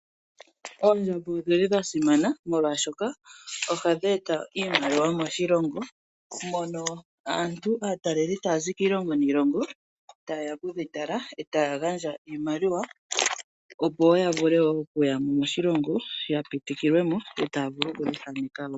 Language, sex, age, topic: Oshiwambo, female, 25-35, agriculture